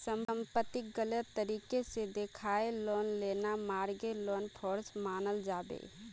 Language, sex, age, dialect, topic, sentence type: Magahi, female, 18-24, Northeastern/Surjapuri, banking, statement